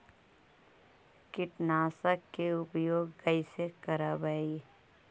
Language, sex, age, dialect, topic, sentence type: Magahi, male, 31-35, Central/Standard, agriculture, question